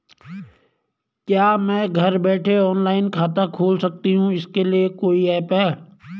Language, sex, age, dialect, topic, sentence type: Hindi, male, 41-45, Garhwali, banking, question